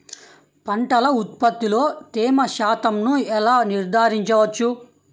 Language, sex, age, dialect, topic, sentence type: Telugu, male, 18-24, Central/Coastal, agriculture, question